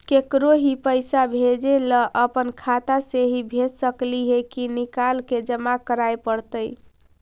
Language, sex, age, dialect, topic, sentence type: Magahi, female, 18-24, Central/Standard, banking, question